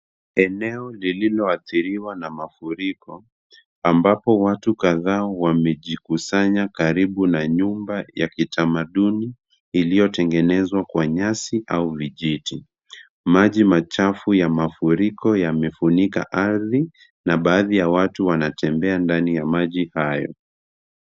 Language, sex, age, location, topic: Swahili, male, 50+, Kisumu, health